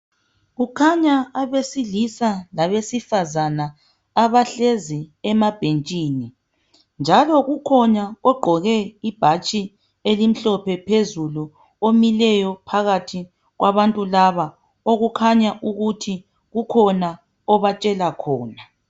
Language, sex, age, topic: North Ndebele, female, 36-49, health